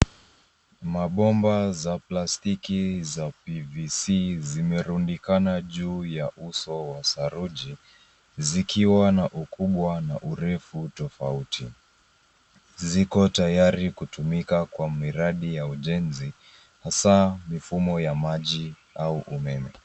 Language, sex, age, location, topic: Swahili, female, 36-49, Nairobi, government